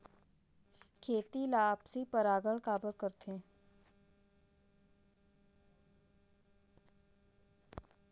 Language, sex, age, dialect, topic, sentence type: Chhattisgarhi, female, 46-50, Northern/Bhandar, agriculture, question